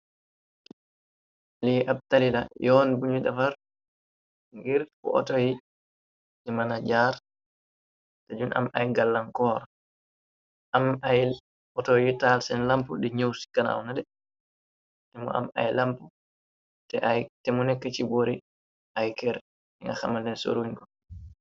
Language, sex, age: Wolof, male, 18-24